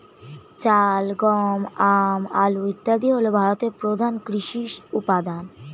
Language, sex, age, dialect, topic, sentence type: Bengali, male, <18, Standard Colloquial, agriculture, statement